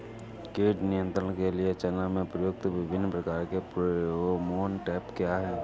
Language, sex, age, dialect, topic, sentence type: Hindi, male, 31-35, Awadhi Bundeli, agriculture, question